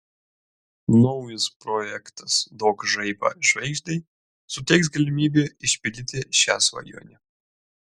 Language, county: Lithuanian, Vilnius